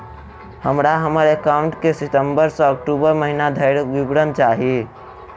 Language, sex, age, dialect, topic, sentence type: Maithili, male, 18-24, Southern/Standard, banking, question